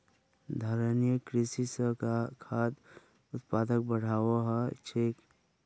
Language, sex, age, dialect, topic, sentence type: Magahi, male, 25-30, Northeastern/Surjapuri, agriculture, statement